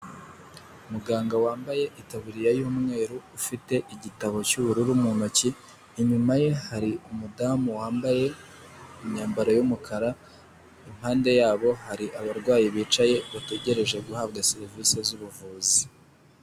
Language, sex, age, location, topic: Kinyarwanda, male, 18-24, Nyagatare, health